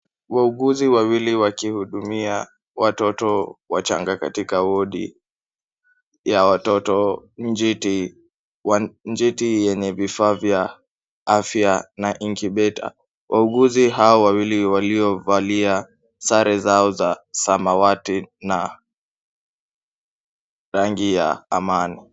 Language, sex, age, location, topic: Swahili, male, 18-24, Kisumu, health